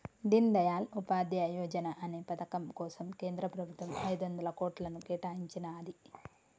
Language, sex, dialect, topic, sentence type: Telugu, female, Telangana, banking, statement